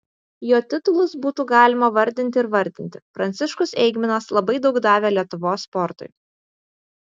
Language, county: Lithuanian, Vilnius